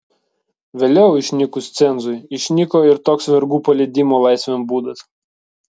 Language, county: Lithuanian, Vilnius